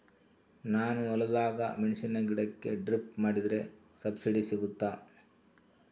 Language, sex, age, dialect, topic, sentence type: Kannada, male, 51-55, Central, agriculture, question